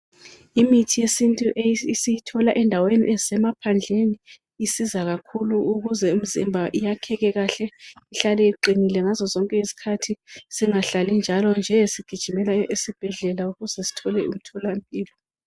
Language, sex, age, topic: North Ndebele, female, 25-35, health